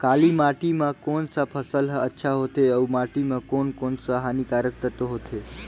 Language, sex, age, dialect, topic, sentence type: Chhattisgarhi, male, 18-24, Northern/Bhandar, agriculture, question